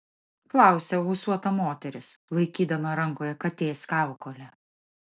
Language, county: Lithuanian, Marijampolė